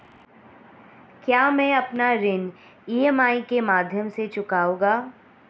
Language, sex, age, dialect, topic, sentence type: Hindi, female, 25-30, Marwari Dhudhari, banking, question